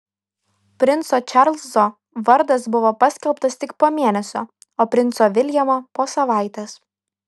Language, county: Lithuanian, Kaunas